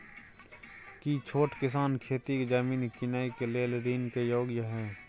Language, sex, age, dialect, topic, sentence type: Maithili, male, 31-35, Bajjika, agriculture, statement